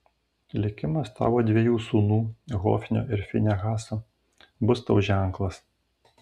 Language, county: Lithuanian, Panevėžys